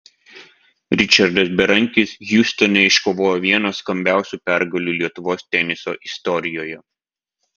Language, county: Lithuanian, Vilnius